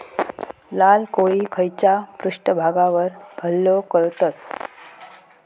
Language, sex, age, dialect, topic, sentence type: Marathi, female, 25-30, Southern Konkan, agriculture, question